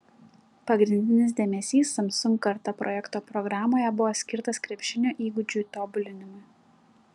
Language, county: Lithuanian, Klaipėda